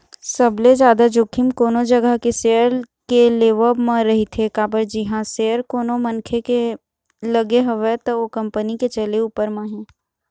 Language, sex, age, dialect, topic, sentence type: Chhattisgarhi, female, 36-40, Eastern, banking, statement